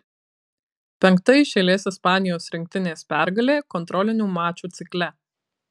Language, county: Lithuanian, Kaunas